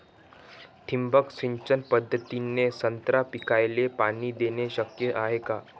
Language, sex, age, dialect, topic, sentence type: Marathi, male, 25-30, Varhadi, agriculture, question